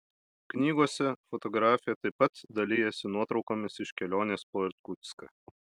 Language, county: Lithuanian, Alytus